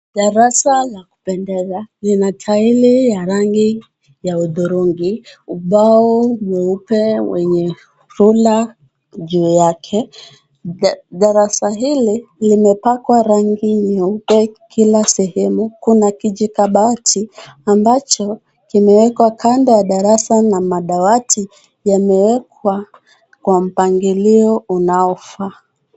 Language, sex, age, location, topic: Swahili, female, 18-24, Kisumu, education